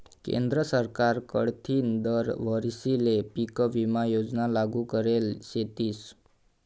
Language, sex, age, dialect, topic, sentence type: Marathi, male, 25-30, Northern Konkan, agriculture, statement